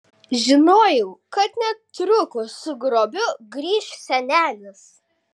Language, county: Lithuanian, Kaunas